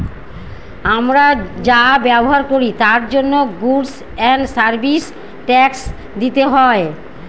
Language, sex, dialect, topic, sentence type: Bengali, female, Northern/Varendri, banking, statement